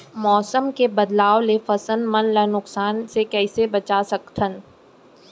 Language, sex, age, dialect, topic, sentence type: Chhattisgarhi, female, 18-24, Central, agriculture, question